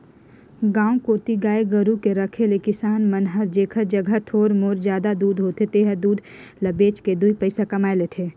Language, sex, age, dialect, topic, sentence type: Chhattisgarhi, female, 25-30, Northern/Bhandar, agriculture, statement